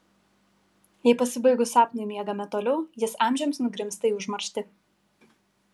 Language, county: Lithuanian, Kaunas